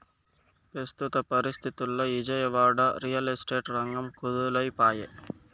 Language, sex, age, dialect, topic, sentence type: Telugu, male, 18-24, Southern, banking, statement